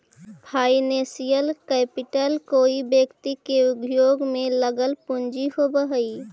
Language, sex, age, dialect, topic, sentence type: Magahi, female, 18-24, Central/Standard, agriculture, statement